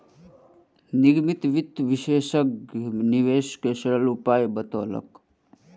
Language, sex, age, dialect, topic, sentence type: Maithili, male, 18-24, Southern/Standard, banking, statement